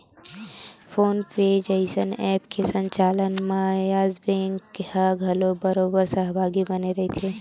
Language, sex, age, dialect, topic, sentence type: Chhattisgarhi, female, 18-24, Western/Budati/Khatahi, banking, statement